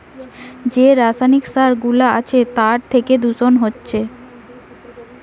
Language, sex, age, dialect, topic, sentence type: Bengali, female, 18-24, Western, agriculture, statement